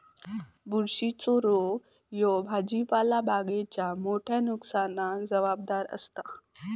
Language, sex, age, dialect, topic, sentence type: Marathi, female, 18-24, Southern Konkan, agriculture, statement